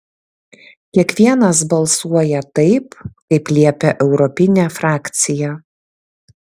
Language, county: Lithuanian, Vilnius